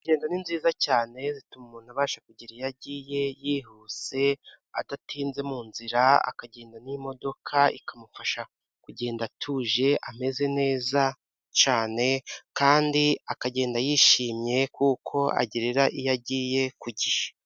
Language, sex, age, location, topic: Kinyarwanda, male, 25-35, Musanze, government